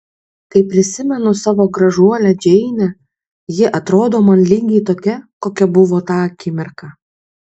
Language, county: Lithuanian, Kaunas